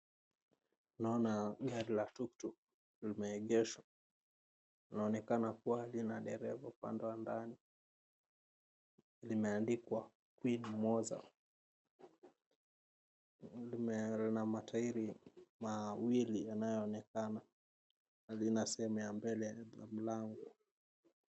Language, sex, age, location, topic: Swahili, male, 18-24, Mombasa, government